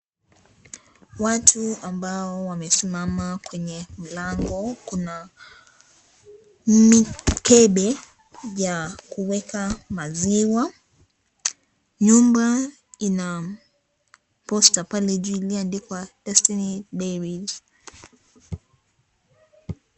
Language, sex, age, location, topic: Swahili, female, 18-24, Kisii, finance